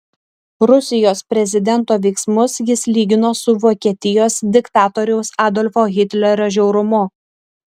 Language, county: Lithuanian, Šiauliai